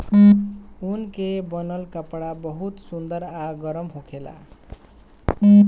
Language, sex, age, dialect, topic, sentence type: Bhojpuri, male, 25-30, Southern / Standard, agriculture, statement